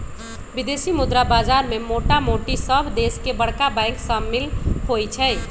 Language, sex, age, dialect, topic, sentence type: Magahi, male, 18-24, Western, banking, statement